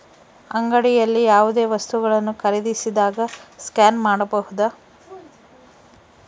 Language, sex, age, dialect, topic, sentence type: Kannada, female, 51-55, Central, banking, question